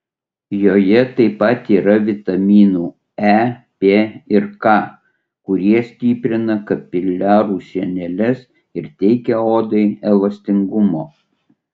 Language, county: Lithuanian, Utena